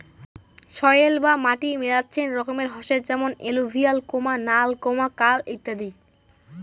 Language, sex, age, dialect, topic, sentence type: Bengali, male, 18-24, Rajbangshi, agriculture, statement